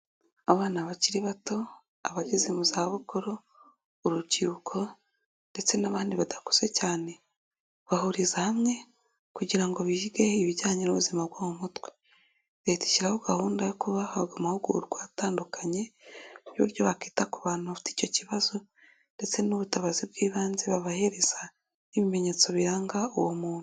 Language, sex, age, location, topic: Kinyarwanda, female, 18-24, Kigali, health